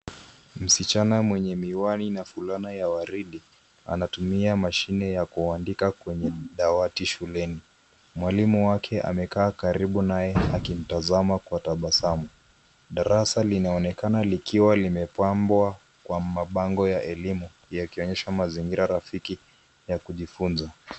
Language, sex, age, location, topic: Swahili, male, 25-35, Nairobi, education